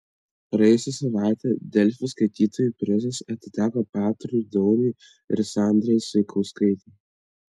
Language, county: Lithuanian, Vilnius